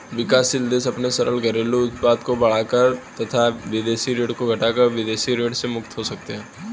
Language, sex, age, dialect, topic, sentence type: Hindi, male, 18-24, Hindustani Malvi Khadi Boli, banking, statement